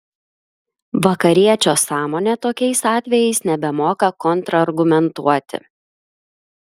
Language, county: Lithuanian, Klaipėda